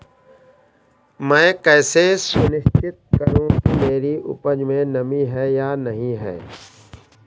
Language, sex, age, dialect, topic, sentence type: Hindi, male, 18-24, Awadhi Bundeli, agriculture, question